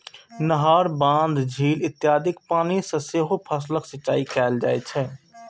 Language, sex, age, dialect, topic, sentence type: Maithili, male, 25-30, Eastern / Thethi, agriculture, statement